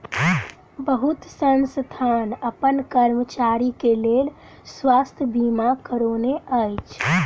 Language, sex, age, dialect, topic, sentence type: Maithili, female, 18-24, Southern/Standard, banking, statement